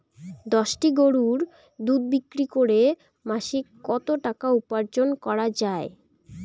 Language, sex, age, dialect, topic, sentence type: Bengali, female, 18-24, Rajbangshi, agriculture, question